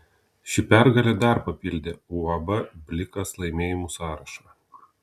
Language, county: Lithuanian, Telšiai